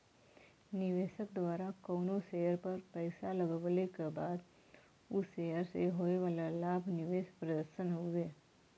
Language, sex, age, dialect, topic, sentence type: Bhojpuri, female, 36-40, Western, banking, statement